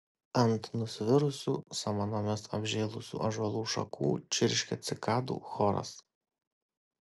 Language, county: Lithuanian, Kaunas